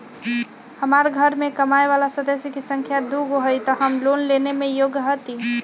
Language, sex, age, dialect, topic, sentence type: Magahi, female, 25-30, Western, banking, question